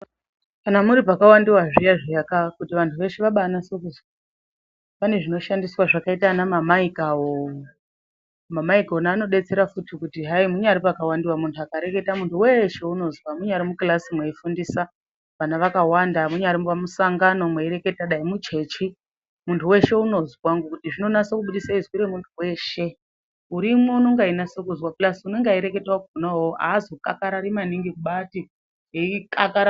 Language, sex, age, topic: Ndau, female, 25-35, education